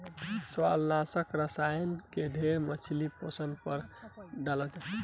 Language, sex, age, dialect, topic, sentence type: Bhojpuri, male, 18-24, Southern / Standard, agriculture, statement